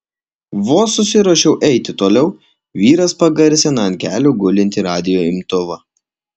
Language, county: Lithuanian, Alytus